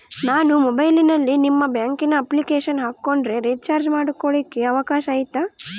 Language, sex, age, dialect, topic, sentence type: Kannada, female, 18-24, Central, banking, question